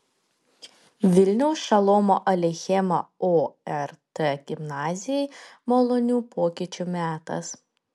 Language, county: Lithuanian, Panevėžys